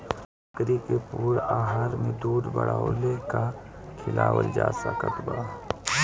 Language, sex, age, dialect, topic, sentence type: Bhojpuri, female, 25-30, Southern / Standard, agriculture, question